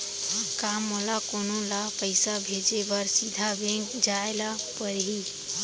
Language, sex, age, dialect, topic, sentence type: Chhattisgarhi, female, 18-24, Central, banking, question